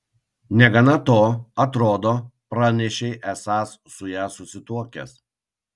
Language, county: Lithuanian, Kaunas